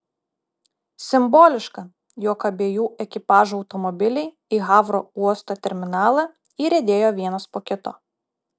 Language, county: Lithuanian, Utena